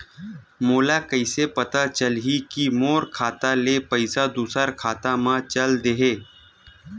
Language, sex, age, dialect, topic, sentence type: Chhattisgarhi, male, 25-30, Western/Budati/Khatahi, banking, question